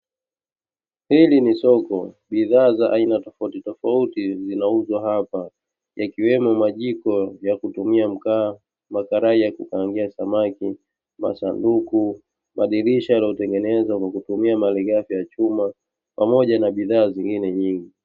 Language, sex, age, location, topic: Swahili, male, 25-35, Dar es Salaam, finance